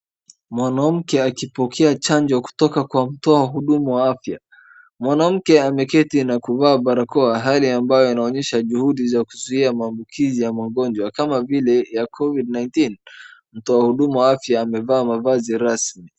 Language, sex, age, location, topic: Swahili, male, 25-35, Wajir, health